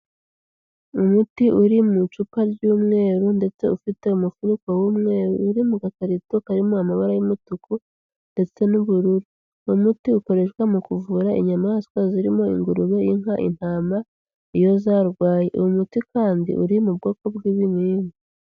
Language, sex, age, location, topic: Kinyarwanda, female, 18-24, Huye, agriculture